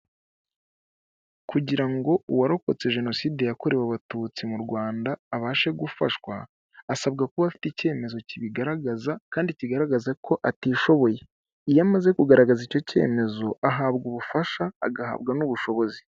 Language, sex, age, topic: Kinyarwanda, male, 18-24, government